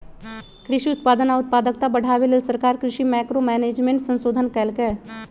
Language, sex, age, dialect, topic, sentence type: Magahi, male, 25-30, Western, agriculture, statement